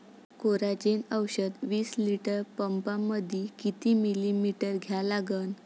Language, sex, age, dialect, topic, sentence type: Marathi, female, 46-50, Varhadi, agriculture, question